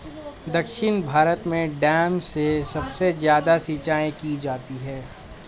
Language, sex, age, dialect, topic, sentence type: Hindi, male, 25-30, Hindustani Malvi Khadi Boli, agriculture, statement